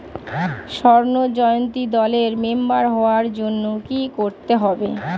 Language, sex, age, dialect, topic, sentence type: Bengali, female, 31-35, Standard Colloquial, banking, question